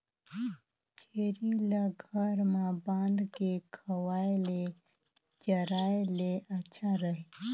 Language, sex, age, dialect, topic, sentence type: Chhattisgarhi, female, 25-30, Northern/Bhandar, agriculture, question